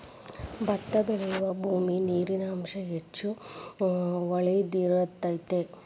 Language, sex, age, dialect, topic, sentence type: Kannada, female, 36-40, Dharwad Kannada, agriculture, statement